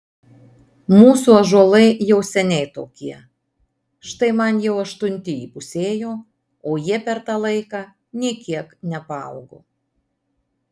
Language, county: Lithuanian, Marijampolė